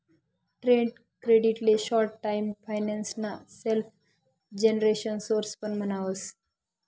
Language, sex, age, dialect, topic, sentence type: Marathi, female, 41-45, Northern Konkan, banking, statement